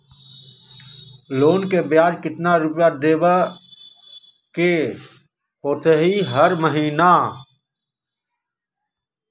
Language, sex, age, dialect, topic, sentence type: Magahi, male, 18-24, Western, banking, question